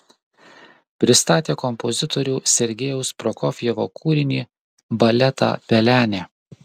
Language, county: Lithuanian, Kaunas